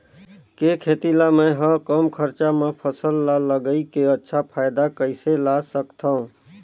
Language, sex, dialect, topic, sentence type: Chhattisgarhi, male, Northern/Bhandar, agriculture, question